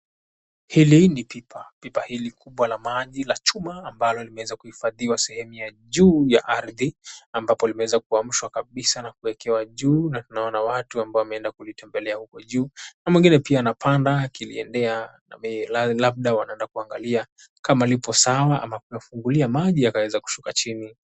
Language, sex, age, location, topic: Swahili, male, 18-24, Mombasa, health